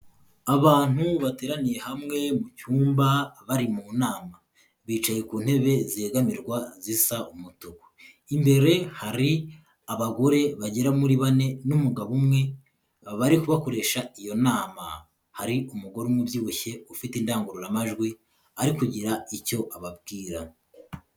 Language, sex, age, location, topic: Kinyarwanda, male, 25-35, Kigali, health